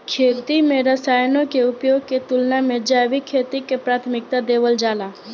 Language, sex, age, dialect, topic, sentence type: Bhojpuri, female, <18, Southern / Standard, agriculture, statement